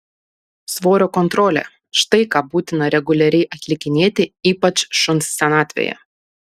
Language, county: Lithuanian, Panevėžys